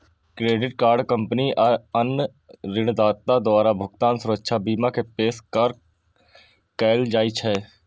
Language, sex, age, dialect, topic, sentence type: Maithili, male, 18-24, Eastern / Thethi, banking, statement